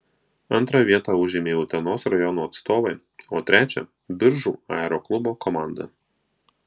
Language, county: Lithuanian, Marijampolė